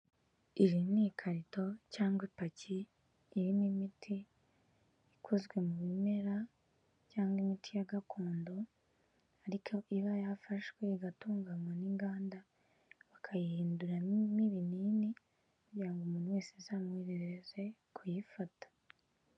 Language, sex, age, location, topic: Kinyarwanda, female, 18-24, Kigali, health